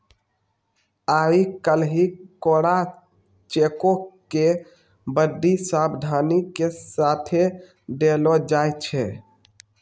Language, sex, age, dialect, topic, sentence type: Maithili, male, 18-24, Angika, banking, statement